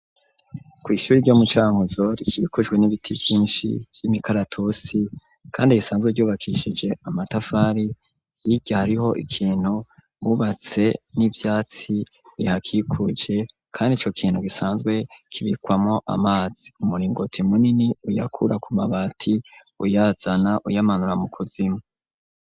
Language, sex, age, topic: Rundi, male, 18-24, education